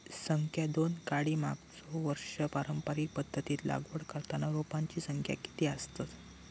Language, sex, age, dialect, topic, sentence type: Marathi, male, 18-24, Southern Konkan, agriculture, question